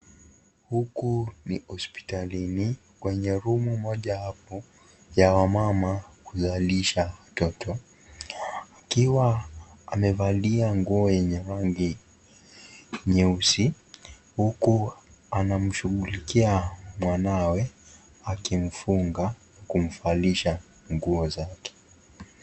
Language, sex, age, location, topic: Swahili, male, 25-35, Kisii, health